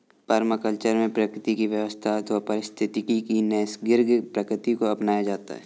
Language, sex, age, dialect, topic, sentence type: Hindi, male, 25-30, Kanauji Braj Bhasha, agriculture, statement